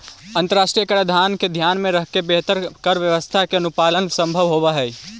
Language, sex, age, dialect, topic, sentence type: Magahi, male, 18-24, Central/Standard, banking, statement